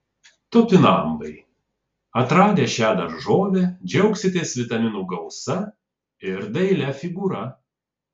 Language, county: Lithuanian, Vilnius